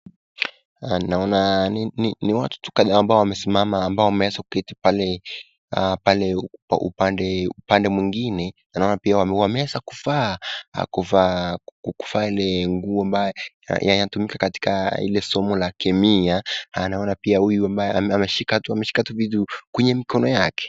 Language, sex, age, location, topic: Swahili, male, 18-24, Nakuru, health